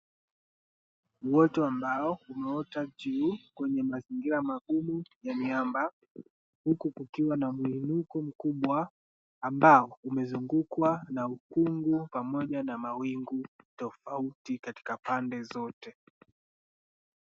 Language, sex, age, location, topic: Swahili, male, 18-24, Dar es Salaam, agriculture